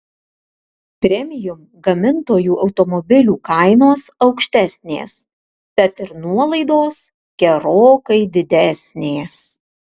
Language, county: Lithuanian, Vilnius